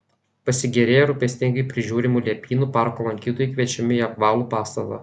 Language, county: Lithuanian, Kaunas